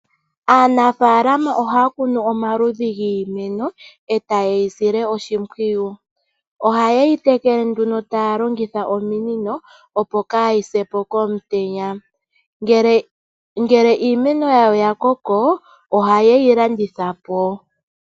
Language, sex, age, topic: Oshiwambo, female, 18-24, agriculture